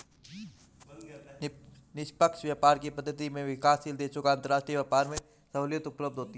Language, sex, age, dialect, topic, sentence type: Hindi, male, 25-30, Marwari Dhudhari, banking, statement